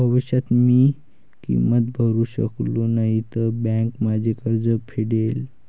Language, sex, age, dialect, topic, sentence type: Marathi, male, 51-55, Varhadi, banking, statement